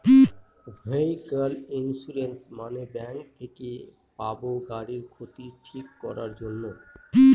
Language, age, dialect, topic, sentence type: Bengali, 60-100, Northern/Varendri, banking, statement